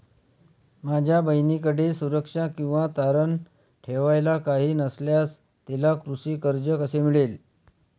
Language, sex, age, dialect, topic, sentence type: Marathi, male, 25-30, Standard Marathi, agriculture, statement